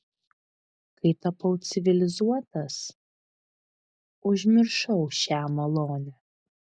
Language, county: Lithuanian, Vilnius